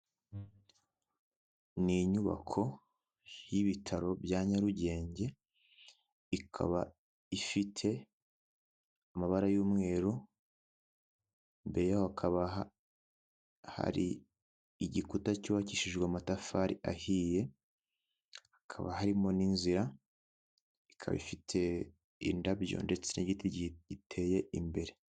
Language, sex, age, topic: Kinyarwanda, male, 18-24, health